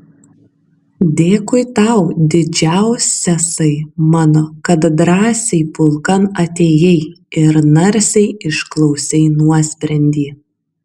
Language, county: Lithuanian, Kaunas